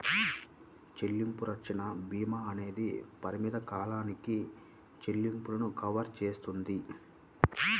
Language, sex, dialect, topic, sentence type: Telugu, male, Central/Coastal, banking, statement